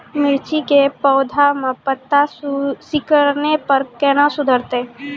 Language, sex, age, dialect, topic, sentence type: Maithili, female, 18-24, Angika, agriculture, question